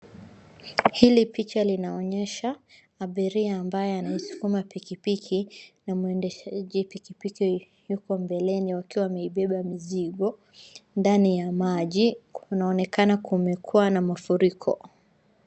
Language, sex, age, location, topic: Swahili, female, 25-35, Wajir, health